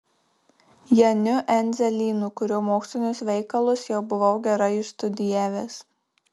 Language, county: Lithuanian, Marijampolė